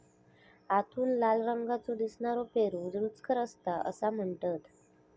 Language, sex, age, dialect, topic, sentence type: Marathi, female, 25-30, Southern Konkan, agriculture, statement